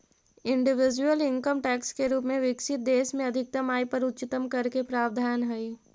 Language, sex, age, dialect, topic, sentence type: Magahi, female, 18-24, Central/Standard, banking, statement